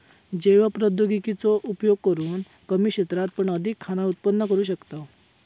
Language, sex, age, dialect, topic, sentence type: Marathi, male, 18-24, Southern Konkan, agriculture, statement